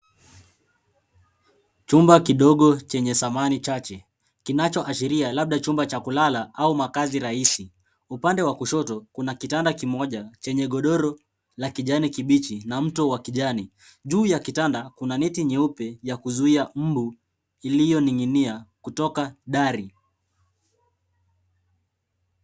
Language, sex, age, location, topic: Swahili, male, 18-24, Nairobi, education